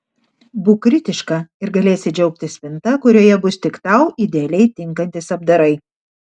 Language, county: Lithuanian, Šiauliai